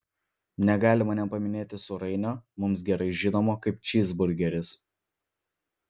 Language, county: Lithuanian, Vilnius